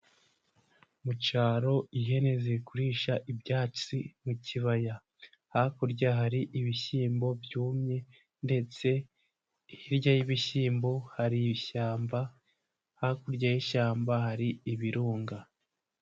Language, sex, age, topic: Kinyarwanda, male, 18-24, agriculture